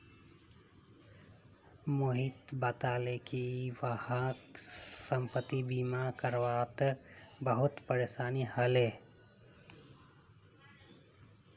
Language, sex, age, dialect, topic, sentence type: Magahi, male, 25-30, Northeastern/Surjapuri, banking, statement